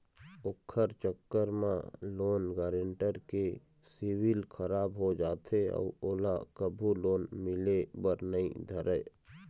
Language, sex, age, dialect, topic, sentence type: Chhattisgarhi, male, 31-35, Eastern, banking, statement